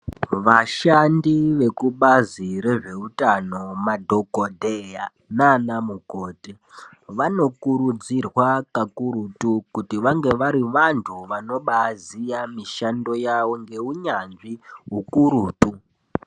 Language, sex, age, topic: Ndau, male, 18-24, health